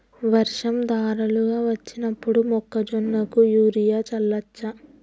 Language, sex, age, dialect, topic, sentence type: Telugu, female, 18-24, Telangana, agriculture, question